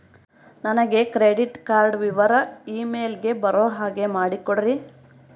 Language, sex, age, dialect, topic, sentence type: Kannada, female, 25-30, Central, banking, question